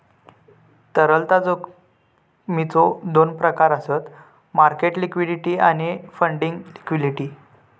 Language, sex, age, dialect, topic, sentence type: Marathi, male, 31-35, Southern Konkan, banking, statement